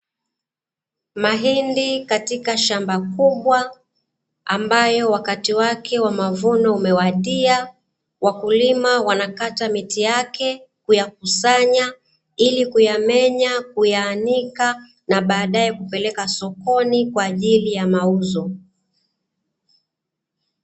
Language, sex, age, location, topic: Swahili, female, 25-35, Dar es Salaam, agriculture